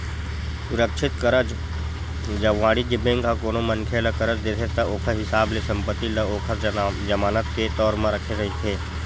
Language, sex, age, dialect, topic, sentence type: Chhattisgarhi, male, 25-30, Western/Budati/Khatahi, banking, statement